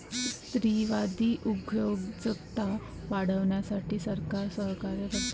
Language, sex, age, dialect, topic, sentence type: Marathi, female, 18-24, Varhadi, banking, statement